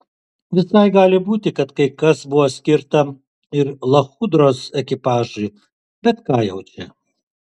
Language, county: Lithuanian, Alytus